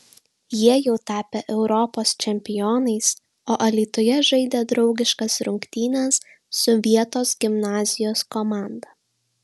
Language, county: Lithuanian, Šiauliai